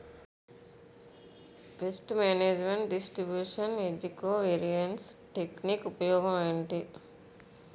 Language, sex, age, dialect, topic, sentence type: Telugu, female, 41-45, Utterandhra, agriculture, question